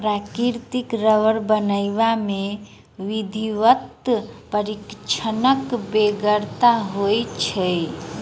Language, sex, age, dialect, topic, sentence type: Maithili, female, 25-30, Southern/Standard, agriculture, statement